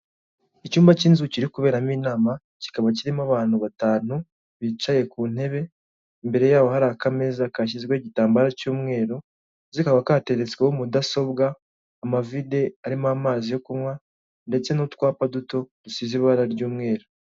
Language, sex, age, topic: Kinyarwanda, male, 18-24, government